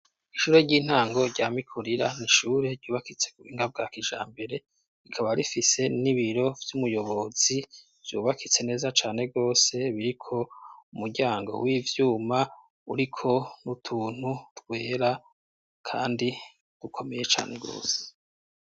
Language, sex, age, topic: Rundi, male, 36-49, education